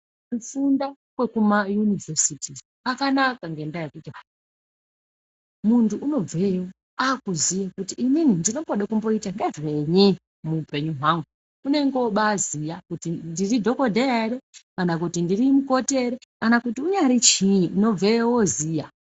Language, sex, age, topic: Ndau, female, 25-35, education